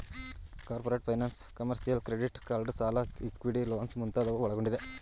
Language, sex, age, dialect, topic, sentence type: Kannada, male, 31-35, Mysore Kannada, banking, statement